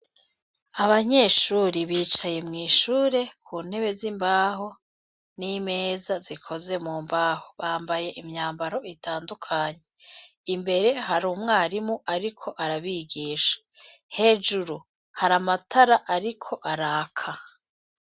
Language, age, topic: Rundi, 36-49, education